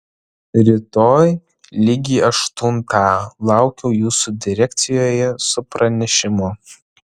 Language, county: Lithuanian, Vilnius